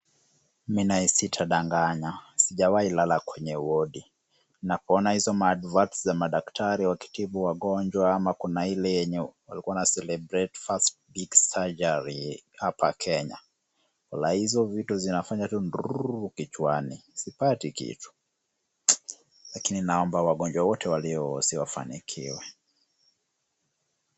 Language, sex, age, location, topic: Swahili, male, 25-35, Kisumu, health